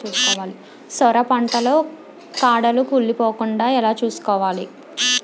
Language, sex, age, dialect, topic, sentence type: Telugu, female, 25-30, Utterandhra, agriculture, question